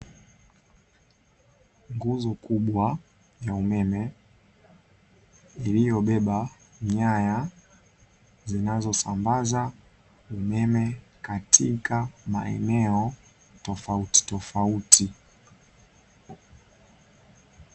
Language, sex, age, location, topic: Swahili, male, 25-35, Dar es Salaam, government